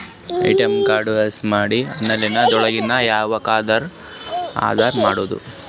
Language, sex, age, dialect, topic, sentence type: Kannada, male, 18-24, Northeastern, banking, question